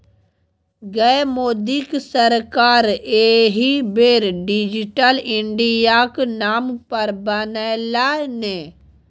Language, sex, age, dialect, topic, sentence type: Maithili, male, 18-24, Bajjika, banking, statement